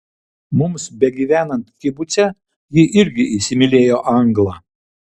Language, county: Lithuanian, Vilnius